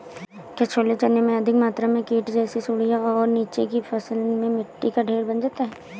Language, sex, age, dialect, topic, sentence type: Hindi, female, 18-24, Awadhi Bundeli, agriculture, question